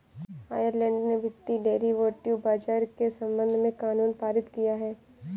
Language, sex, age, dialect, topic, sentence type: Hindi, female, 18-24, Marwari Dhudhari, banking, statement